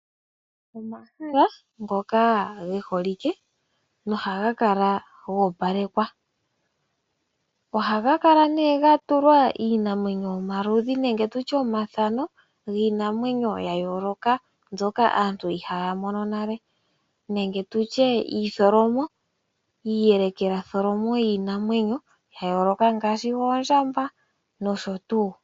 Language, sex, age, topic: Oshiwambo, female, 25-35, agriculture